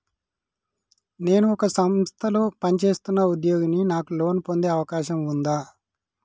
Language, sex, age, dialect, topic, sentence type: Telugu, male, 31-35, Telangana, banking, question